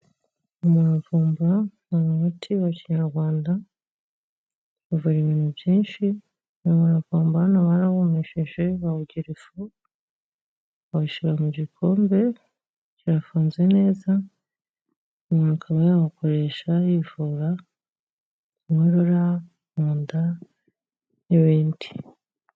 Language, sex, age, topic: Kinyarwanda, female, 25-35, health